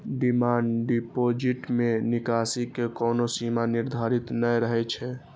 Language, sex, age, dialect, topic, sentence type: Maithili, male, 18-24, Eastern / Thethi, banking, statement